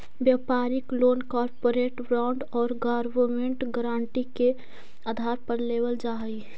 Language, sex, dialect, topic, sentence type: Magahi, female, Central/Standard, banking, statement